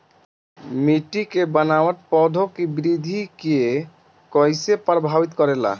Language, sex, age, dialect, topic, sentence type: Bhojpuri, male, 60-100, Northern, agriculture, statement